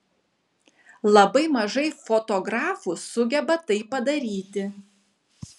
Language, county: Lithuanian, Kaunas